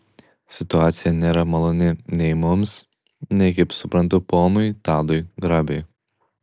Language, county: Lithuanian, Klaipėda